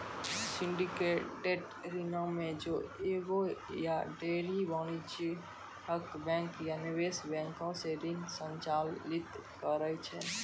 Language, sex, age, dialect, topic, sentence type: Maithili, male, 18-24, Angika, banking, statement